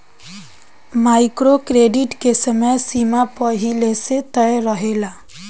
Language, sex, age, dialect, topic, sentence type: Bhojpuri, female, 18-24, Southern / Standard, banking, statement